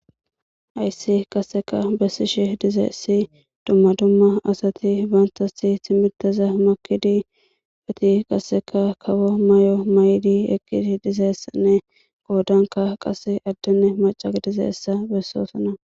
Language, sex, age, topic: Gamo, female, 18-24, government